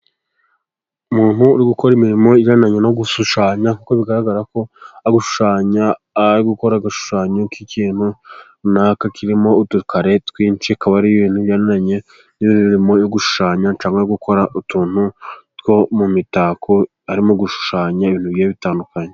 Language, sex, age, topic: Kinyarwanda, male, 18-24, government